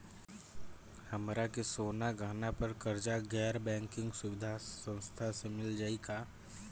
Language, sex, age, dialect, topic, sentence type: Bhojpuri, male, 18-24, Southern / Standard, banking, question